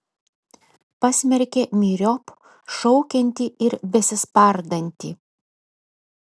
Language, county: Lithuanian, Kaunas